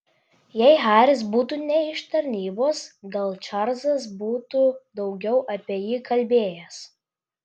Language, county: Lithuanian, Klaipėda